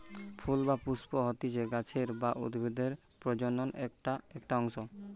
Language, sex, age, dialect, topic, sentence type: Bengali, male, 18-24, Western, agriculture, statement